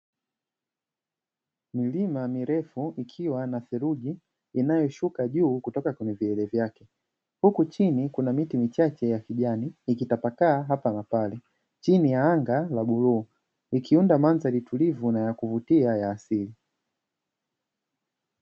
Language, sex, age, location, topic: Swahili, male, 36-49, Dar es Salaam, agriculture